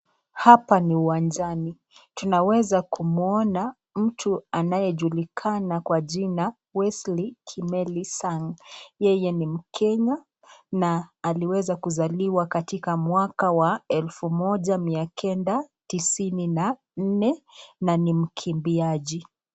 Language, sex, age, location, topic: Swahili, female, 25-35, Nakuru, education